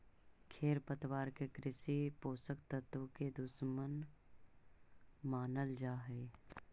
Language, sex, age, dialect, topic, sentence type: Magahi, female, 36-40, Central/Standard, agriculture, statement